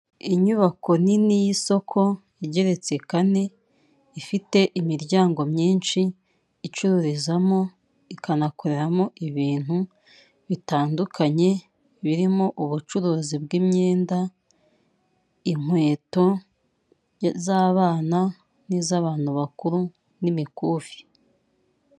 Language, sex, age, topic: Kinyarwanda, female, 25-35, finance